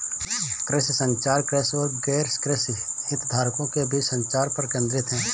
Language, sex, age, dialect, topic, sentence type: Hindi, male, 25-30, Awadhi Bundeli, agriculture, statement